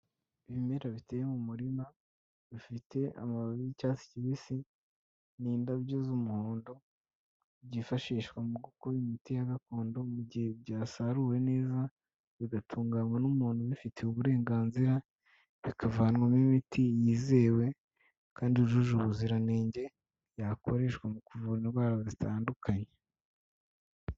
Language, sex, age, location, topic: Kinyarwanda, male, 25-35, Kigali, health